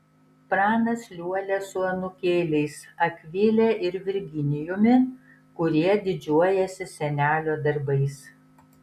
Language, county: Lithuanian, Kaunas